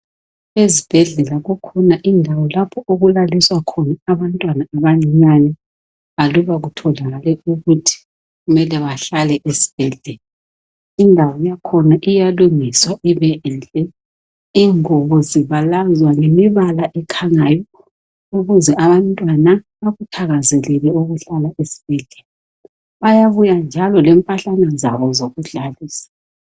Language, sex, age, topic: North Ndebele, female, 50+, health